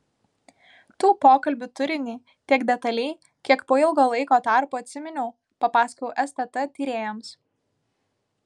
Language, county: Lithuanian, Vilnius